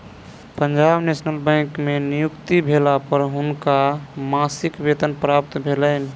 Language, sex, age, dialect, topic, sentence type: Maithili, male, 25-30, Southern/Standard, banking, statement